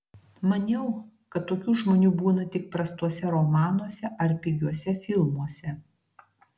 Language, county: Lithuanian, Klaipėda